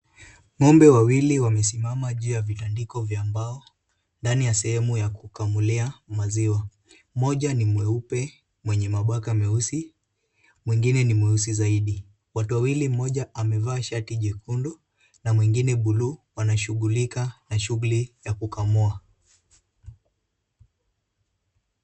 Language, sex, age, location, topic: Swahili, male, 18-24, Kisumu, agriculture